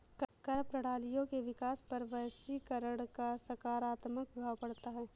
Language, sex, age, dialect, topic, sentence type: Hindi, female, 18-24, Awadhi Bundeli, banking, statement